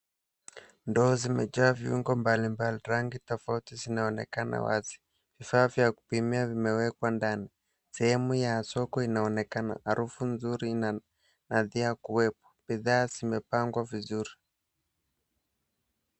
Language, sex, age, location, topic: Swahili, male, 18-24, Mombasa, agriculture